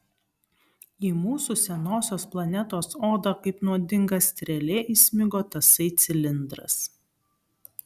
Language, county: Lithuanian, Kaunas